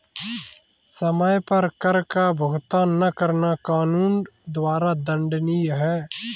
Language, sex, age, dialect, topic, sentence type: Hindi, male, 25-30, Kanauji Braj Bhasha, banking, statement